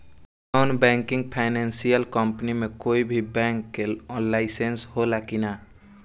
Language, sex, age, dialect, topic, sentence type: Bhojpuri, male, <18, Northern, banking, question